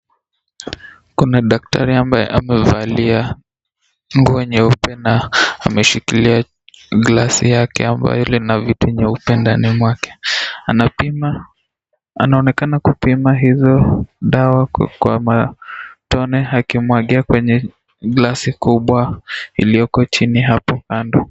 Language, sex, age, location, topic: Swahili, male, 18-24, Nakuru, agriculture